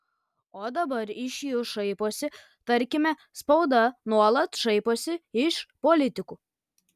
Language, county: Lithuanian, Kaunas